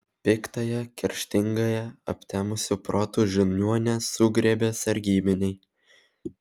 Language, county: Lithuanian, Vilnius